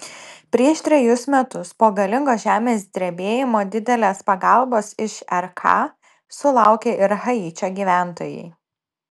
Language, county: Lithuanian, Telšiai